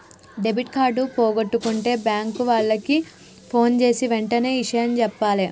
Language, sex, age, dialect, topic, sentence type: Telugu, female, 36-40, Telangana, banking, statement